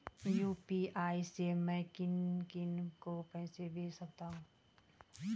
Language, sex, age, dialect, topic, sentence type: Hindi, female, 36-40, Garhwali, banking, question